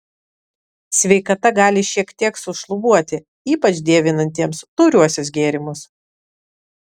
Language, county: Lithuanian, Vilnius